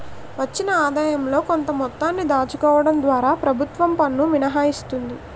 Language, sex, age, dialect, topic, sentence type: Telugu, female, 18-24, Utterandhra, banking, statement